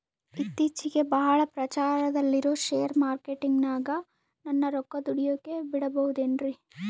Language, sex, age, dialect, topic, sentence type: Kannada, female, 18-24, Central, banking, question